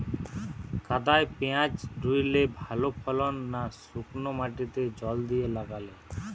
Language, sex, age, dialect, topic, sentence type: Bengali, male, 31-35, Western, agriculture, question